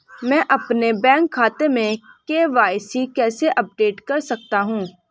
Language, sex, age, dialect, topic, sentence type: Hindi, female, 18-24, Hindustani Malvi Khadi Boli, banking, question